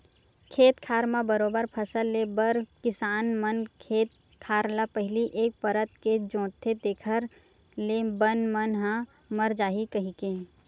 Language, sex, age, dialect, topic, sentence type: Chhattisgarhi, female, 18-24, Western/Budati/Khatahi, agriculture, statement